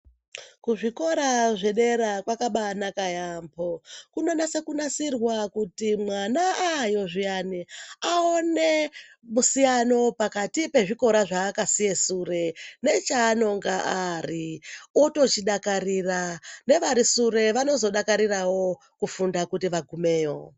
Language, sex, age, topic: Ndau, male, 36-49, education